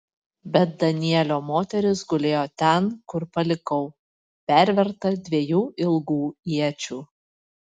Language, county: Lithuanian, Panevėžys